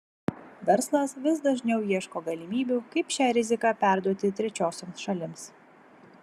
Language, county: Lithuanian, Vilnius